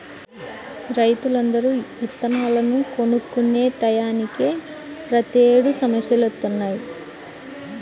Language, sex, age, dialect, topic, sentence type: Telugu, female, 25-30, Central/Coastal, agriculture, statement